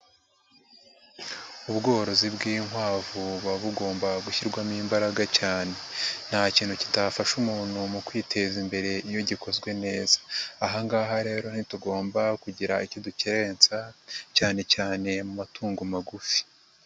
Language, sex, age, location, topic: Kinyarwanda, male, 50+, Nyagatare, agriculture